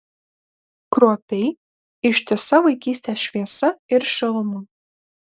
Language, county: Lithuanian, Panevėžys